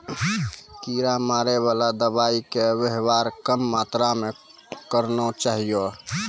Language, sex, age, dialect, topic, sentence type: Maithili, male, 18-24, Angika, agriculture, statement